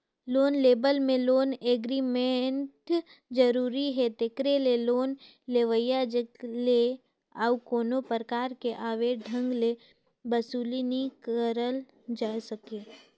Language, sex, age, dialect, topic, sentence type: Chhattisgarhi, female, 18-24, Northern/Bhandar, banking, statement